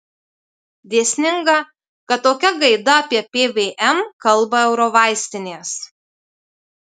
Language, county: Lithuanian, Marijampolė